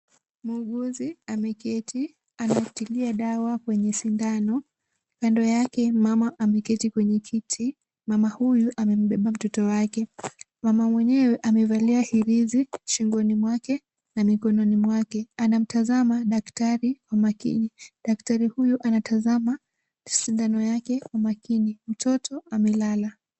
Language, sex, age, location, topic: Swahili, female, 18-24, Kisumu, health